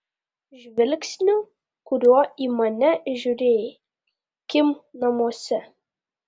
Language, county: Lithuanian, Panevėžys